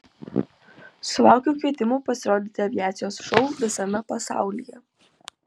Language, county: Lithuanian, Utena